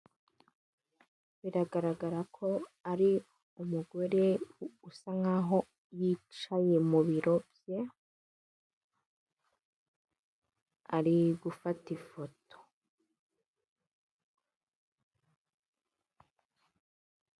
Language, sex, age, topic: Kinyarwanda, female, 18-24, government